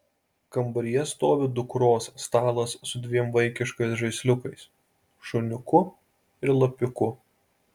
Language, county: Lithuanian, Marijampolė